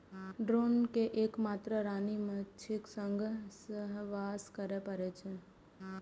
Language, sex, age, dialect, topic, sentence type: Maithili, female, 18-24, Eastern / Thethi, agriculture, statement